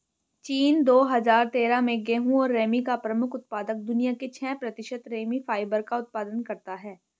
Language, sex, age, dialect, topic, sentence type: Hindi, female, 31-35, Hindustani Malvi Khadi Boli, agriculture, statement